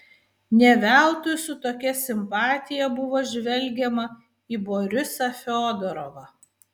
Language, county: Lithuanian, Vilnius